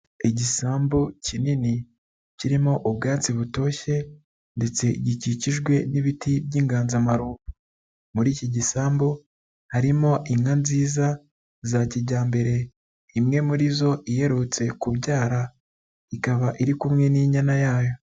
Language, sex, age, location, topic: Kinyarwanda, male, 36-49, Nyagatare, agriculture